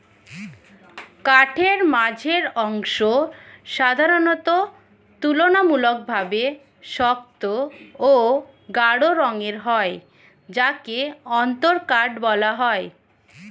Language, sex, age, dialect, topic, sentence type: Bengali, female, 25-30, Standard Colloquial, agriculture, statement